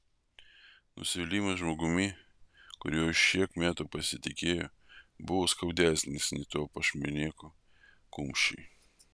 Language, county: Lithuanian, Vilnius